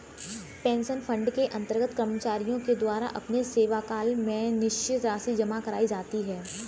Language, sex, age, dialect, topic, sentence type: Hindi, female, 18-24, Kanauji Braj Bhasha, banking, statement